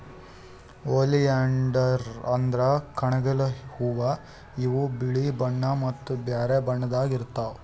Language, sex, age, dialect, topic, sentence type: Kannada, male, 18-24, Northeastern, agriculture, statement